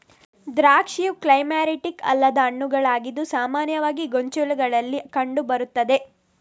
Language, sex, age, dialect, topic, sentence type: Kannada, female, 18-24, Coastal/Dakshin, agriculture, statement